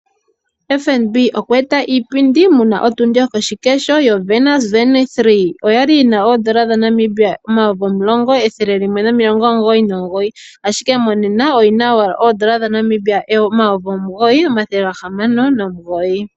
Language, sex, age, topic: Oshiwambo, female, 18-24, finance